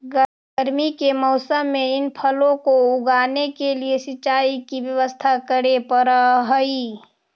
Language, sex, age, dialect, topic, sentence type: Magahi, female, 60-100, Central/Standard, agriculture, statement